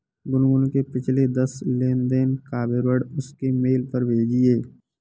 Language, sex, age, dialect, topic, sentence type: Hindi, male, 18-24, Kanauji Braj Bhasha, banking, statement